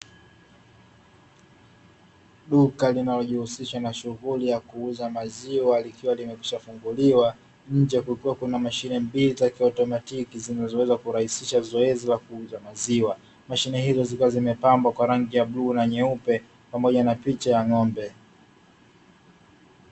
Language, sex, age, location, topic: Swahili, male, 18-24, Dar es Salaam, finance